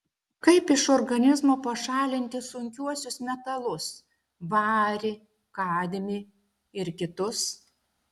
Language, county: Lithuanian, Šiauliai